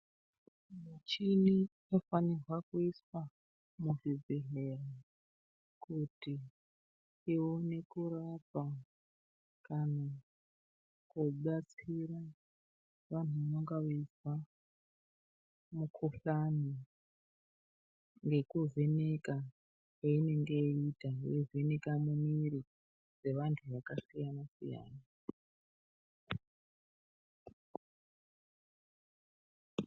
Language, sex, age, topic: Ndau, female, 36-49, health